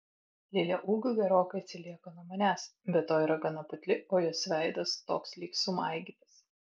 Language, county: Lithuanian, Vilnius